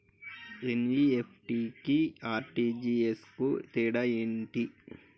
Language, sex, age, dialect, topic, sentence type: Telugu, male, 36-40, Telangana, banking, question